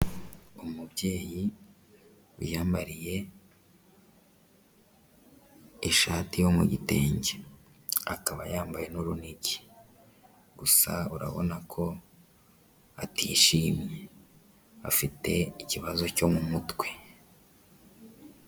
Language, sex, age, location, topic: Kinyarwanda, female, 18-24, Huye, health